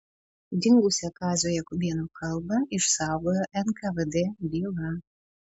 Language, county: Lithuanian, Panevėžys